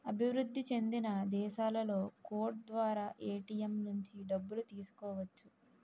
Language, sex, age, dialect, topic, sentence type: Telugu, female, 18-24, Utterandhra, banking, statement